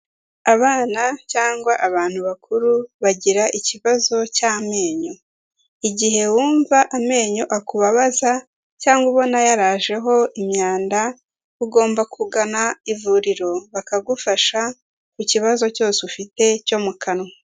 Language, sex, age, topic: Kinyarwanda, female, 50+, health